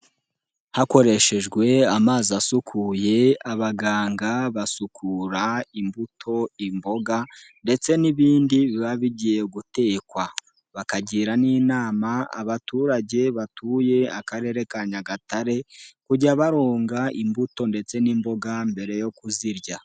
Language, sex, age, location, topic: Kinyarwanda, male, 18-24, Nyagatare, health